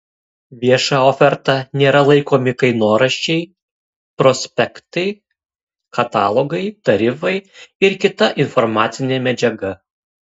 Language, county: Lithuanian, Kaunas